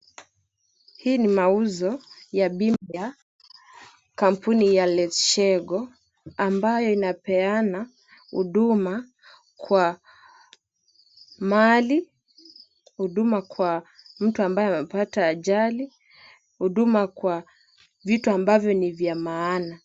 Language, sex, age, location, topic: Swahili, female, 18-24, Kisumu, finance